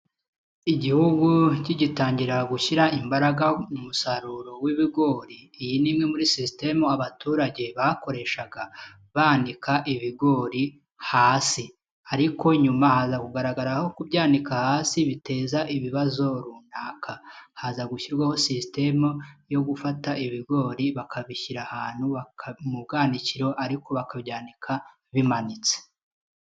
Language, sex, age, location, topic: Kinyarwanda, male, 25-35, Kigali, agriculture